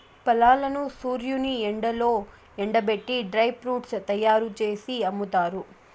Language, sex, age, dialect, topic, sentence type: Telugu, female, 25-30, Southern, agriculture, statement